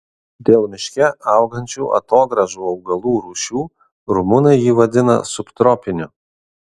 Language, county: Lithuanian, Kaunas